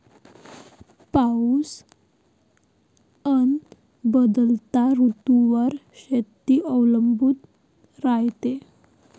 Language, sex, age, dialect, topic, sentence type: Marathi, female, 18-24, Varhadi, agriculture, statement